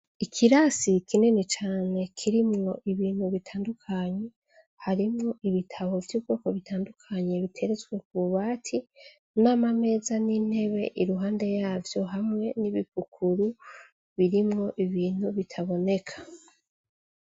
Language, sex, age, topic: Rundi, female, 25-35, education